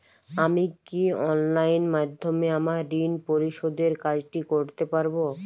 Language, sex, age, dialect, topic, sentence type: Bengali, female, 41-45, Jharkhandi, banking, question